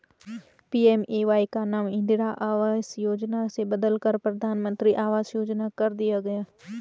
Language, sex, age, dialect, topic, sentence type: Hindi, female, 18-24, Garhwali, agriculture, statement